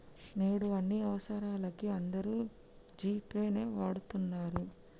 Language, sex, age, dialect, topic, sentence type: Telugu, female, 60-100, Telangana, banking, statement